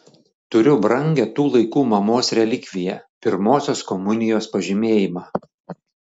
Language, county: Lithuanian, Šiauliai